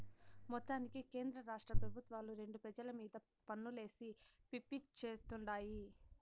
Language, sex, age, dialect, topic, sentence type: Telugu, female, 60-100, Southern, banking, statement